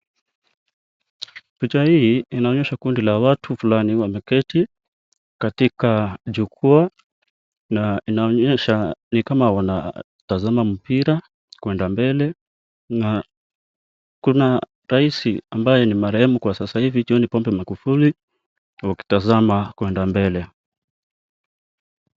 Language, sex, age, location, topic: Swahili, male, 25-35, Kisii, government